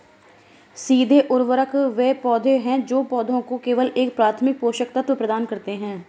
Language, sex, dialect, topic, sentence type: Hindi, female, Marwari Dhudhari, agriculture, statement